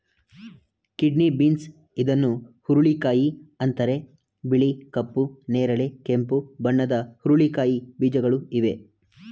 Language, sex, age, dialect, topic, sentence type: Kannada, male, 25-30, Mysore Kannada, agriculture, statement